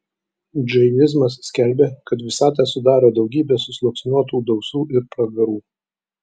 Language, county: Lithuanian, Vilnius